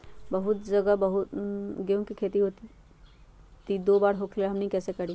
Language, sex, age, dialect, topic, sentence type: Magahi, female, 51-55, Western, agriculture, question